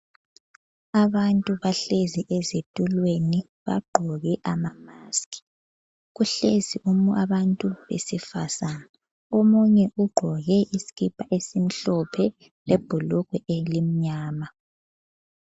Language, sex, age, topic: North Ndebele, female, 18-24, health